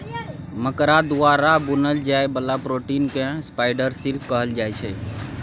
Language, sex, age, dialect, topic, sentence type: Maithili, male, 25-30, Bajjika, agriculture, statement